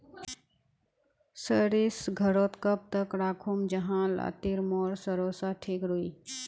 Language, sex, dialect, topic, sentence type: Magahi, female, Northeastern/Surjapuri, agriculture, question